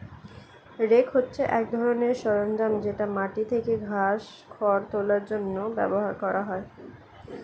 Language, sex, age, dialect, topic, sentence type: Bengali, female, 18-24, Standard Colloquial, agriculture, statement